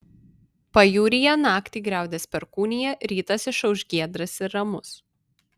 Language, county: Lithuanian, Vilnius